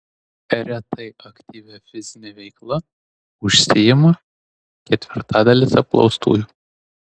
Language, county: Lithuanian, Tauragė